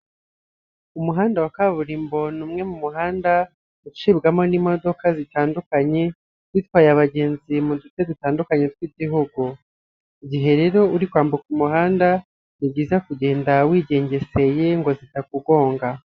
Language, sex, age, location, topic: Kinyarwanda, male, 25-35, Nyagatare, government